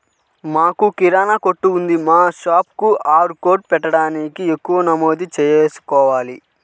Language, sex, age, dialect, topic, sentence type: Telugu, male, 31-35, Central/Coastal, banking, question